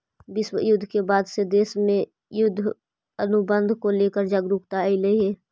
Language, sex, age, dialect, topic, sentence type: Magahi, female, 25-30, Central/Standard, agriculture, statement